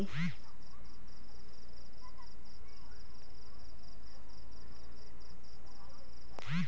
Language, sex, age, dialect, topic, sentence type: Maithili, female, 18-24, Southern/Standard, banking, statement